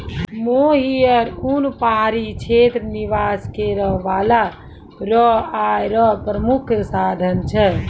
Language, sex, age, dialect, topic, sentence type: Maithili, female, 18-24, Angika, agriculture, statement